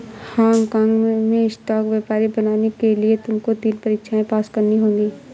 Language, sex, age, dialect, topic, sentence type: Hindi, female, 51-55, Awadhi Bundeli, banking, statement